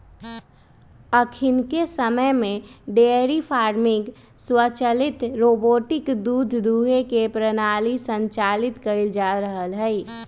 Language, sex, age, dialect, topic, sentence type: Magahi, female, 31-35, Western, agriculture, statement